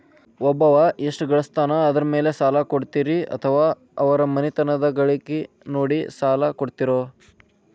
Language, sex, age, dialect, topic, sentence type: Kannada, male, 18-24, Dharwad Kannada, banking, question